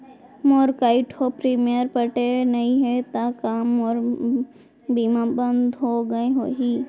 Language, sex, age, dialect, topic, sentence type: Chhattisgarhi, female, 18-24, Central, banking, question